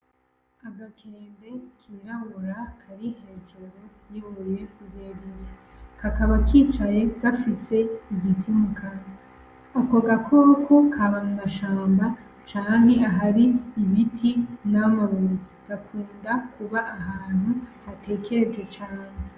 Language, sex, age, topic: Rundi, female, 25-35, agriculture